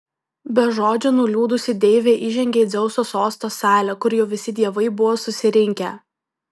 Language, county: Lithuanian, Vilnius